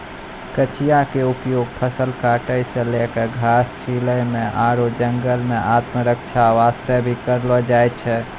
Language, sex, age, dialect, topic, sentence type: Maithili, male, 18-24, Angika, agriculture, statement